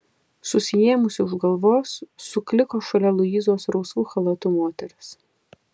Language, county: Lithuanian, Kaunas